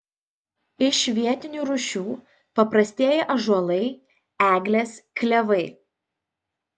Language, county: Lithuanian, Vilnius